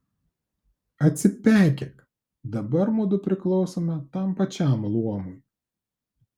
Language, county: Lithuanian, Klaipėda